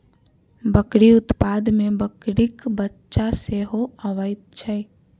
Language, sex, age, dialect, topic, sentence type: Maithili, female, 60-100, Southern/Standard, agriculture, statement